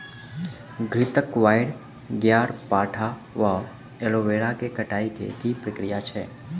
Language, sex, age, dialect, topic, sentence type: Maithili, male, 18-24, Southern/Standard, agriculture, question